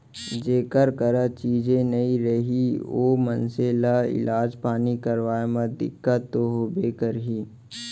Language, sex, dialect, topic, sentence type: Chhattisgarhi, male, Central, banking, statement